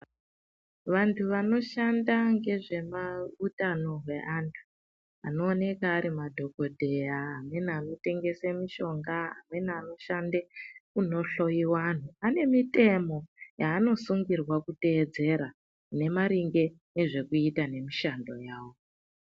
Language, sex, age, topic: Ndau, female, 36-49, health